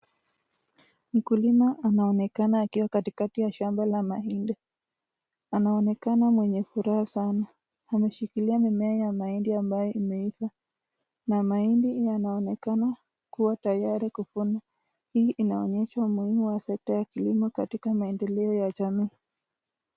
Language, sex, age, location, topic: Swahili, female, 25-35, Nakuru, agriculture